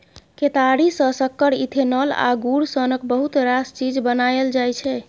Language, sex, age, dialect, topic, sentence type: Maithili, female, 25-30, Bajjika, agriculture, statement